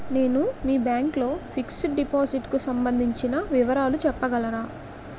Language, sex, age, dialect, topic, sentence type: Telugu, female, 18-24, Utterandhra, banking, question